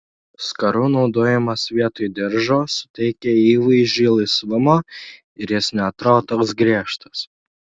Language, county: Lithuanian, Šiauliai